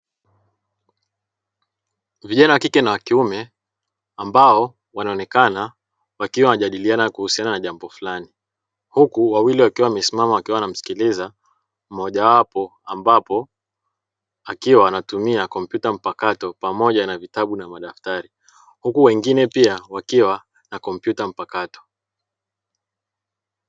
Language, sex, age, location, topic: Swahili, male, 25-35, Dar es Salaam, education